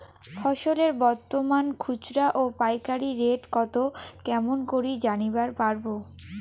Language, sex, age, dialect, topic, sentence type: Bengali, female, 18-24, Rajbangshi, agriculture, question